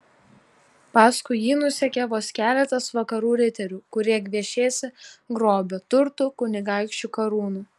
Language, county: Lithuanian, Telšiai